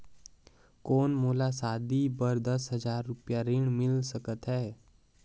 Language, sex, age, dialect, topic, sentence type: Chhattisgarhi, male, 18-24, Northern/Bhandar, banking, question